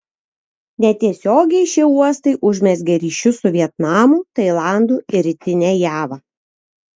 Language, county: Lithuanian, Vilnius